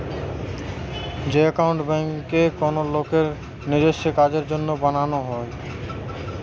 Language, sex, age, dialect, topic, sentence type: Bengali, male, 18-24, Western, banking, statement